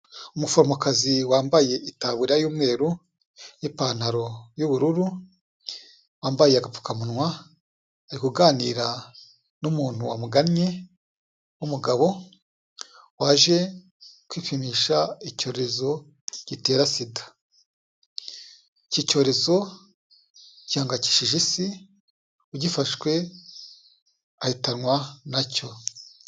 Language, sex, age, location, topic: Kinyarwanda, male, 36-49, Kigali, health